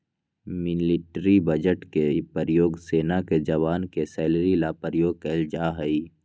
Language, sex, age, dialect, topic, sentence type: Magahi, male, 25-30, Western, banking, statement